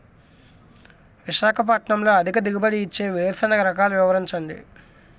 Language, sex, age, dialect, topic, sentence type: Telugu, male, 18-24, Utterandhra, agriculture, question